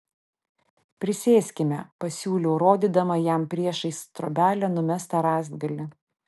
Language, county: Lithuanian, Vilnius